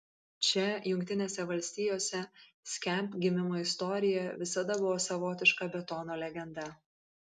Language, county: Lithuanian, Kaunas